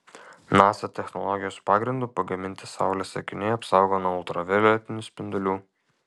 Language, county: Lithuanian, Kaunas